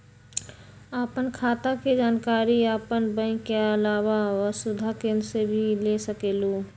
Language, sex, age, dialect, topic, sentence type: Magahi, female, 18-24, Western, banking, question